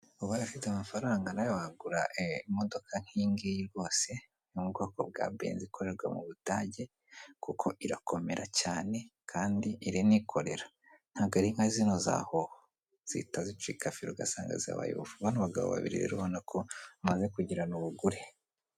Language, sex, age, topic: Kinyarwanda, male, 18-24, finance